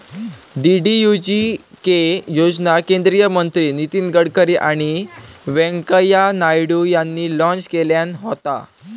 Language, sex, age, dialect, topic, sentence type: Marathi, male, 18-24, Southern Konkan, banking, statement